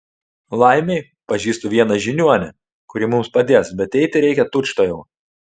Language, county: Lithuanian, Telšiai